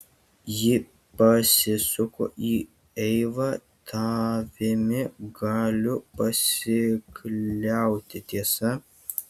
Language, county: Lithuanian, Kaunas